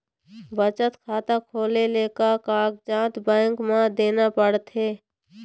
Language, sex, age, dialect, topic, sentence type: Chhattisgarhi, female, 60-100, Eastern, banking, question